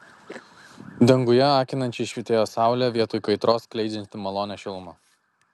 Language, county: Lithuanian, Kaunas